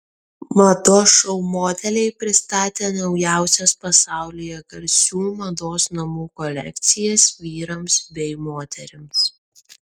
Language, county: Lithuanian, Kaunas